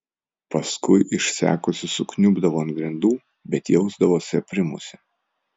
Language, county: Lithuanian, Vilnius